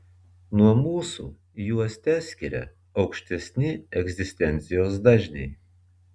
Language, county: Lithuanian, Vilnius